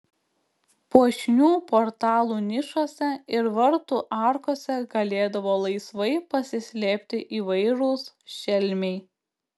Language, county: Lithuanian, Klaipėda